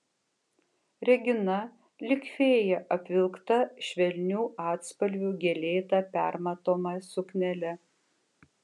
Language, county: Lithuanian, Kaunas